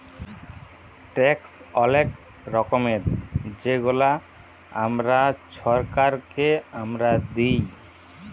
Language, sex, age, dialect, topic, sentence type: Bengali, male, 25-30, Jharkhandi, banking, statement